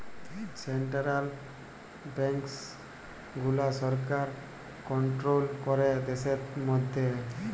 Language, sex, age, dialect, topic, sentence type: Bengali, male, 18-24, Jharkhandi, banking, statement